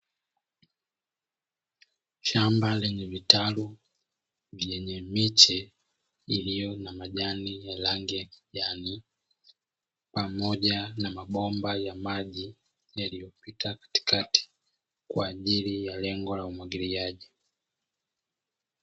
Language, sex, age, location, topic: Swahili, male, 25-35, Dar es Salaam, agriculture